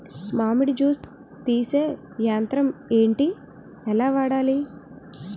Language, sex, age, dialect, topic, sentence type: Telugu, female, 18-24, Utterandhra, agriculture, question